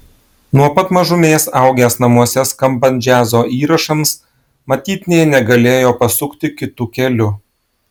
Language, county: Lithuanian, Klaipėda